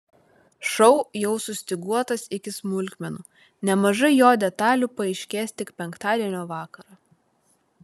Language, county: Lithuanian, Vilnius